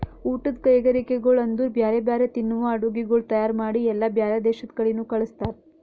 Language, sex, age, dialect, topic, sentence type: Kannada, female, 18-24, Northeastern, agriculture, statement